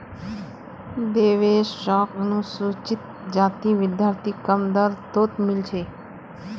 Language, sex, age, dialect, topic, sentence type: Magahi, female, 25-30, Northeastern/Surjapuri, banking, statement